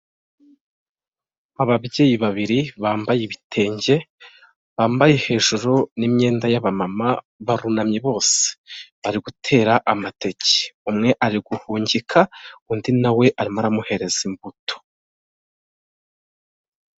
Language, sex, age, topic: Kinyarwanda, male, 25-35, agriculture